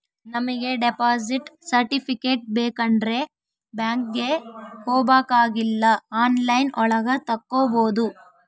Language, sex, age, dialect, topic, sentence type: Kannada, female, 18-24, Central, banking, statement